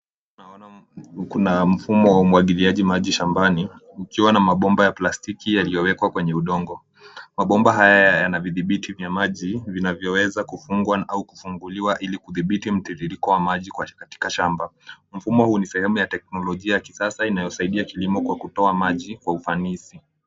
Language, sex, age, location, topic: Swahili, male, 18-24, Nairobi, agriculture